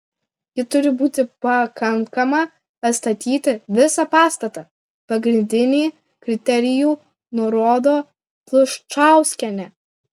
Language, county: Lithuanian, Klaipėda